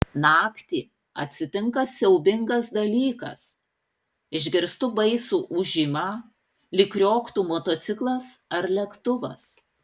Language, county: Lithuanian, Panevėžys